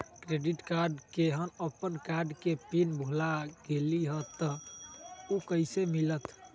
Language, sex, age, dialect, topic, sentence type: Magahi, male, 18-24, Western, banking, question